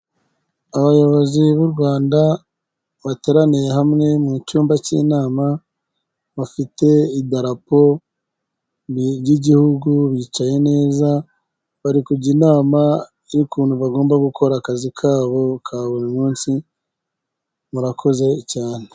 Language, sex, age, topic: Kinyarwanda, male, 25-35, government